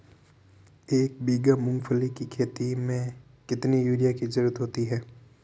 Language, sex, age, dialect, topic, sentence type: Hindi, male, 46-50, Marwari Dhudhari, agriculture, question